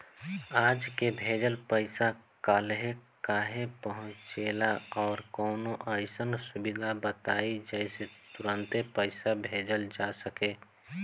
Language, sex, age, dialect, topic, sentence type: Bhojpuri, male, 18-24, Southern / Standard, banking, question